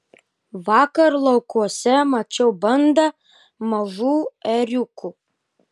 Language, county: Lithuanian, Kaunas